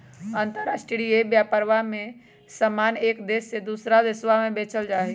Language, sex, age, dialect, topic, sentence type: Magahi, female, 25-30, Western, banking, statement